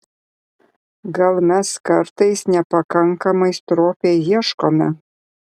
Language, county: Lithuanian, Vilnius